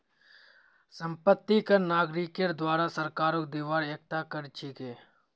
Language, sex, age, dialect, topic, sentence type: Magahi, male, 18-24, Northeastern/Surjapuri, banking, statement